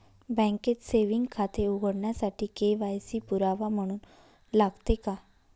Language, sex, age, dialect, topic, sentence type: Marathi, female, 31-35, Northern Konkan, banking, statement